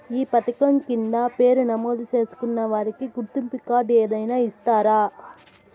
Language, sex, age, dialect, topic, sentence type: Telugu, female, 18-24, Southern, banking, question